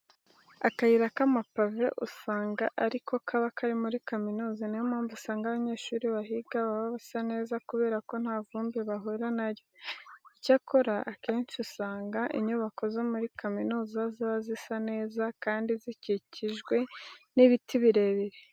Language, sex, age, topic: Kinyarwanda, female, 36-49, education